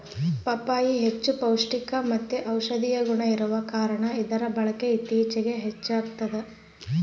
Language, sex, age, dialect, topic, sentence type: Kannada, female, 18-24, Central, agriculture, statement